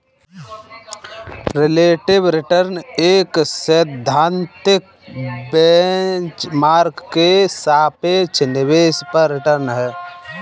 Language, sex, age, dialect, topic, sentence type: Hindi, male, 18-24, Kanauji Braj Bhasha, banking, statement